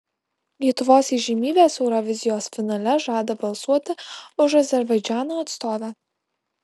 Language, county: Lithuanian, Alytus